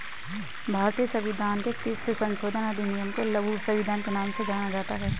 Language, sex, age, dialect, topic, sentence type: Hindi, female, 25-30, Hindustani Malvi Khadi Boli, banking, question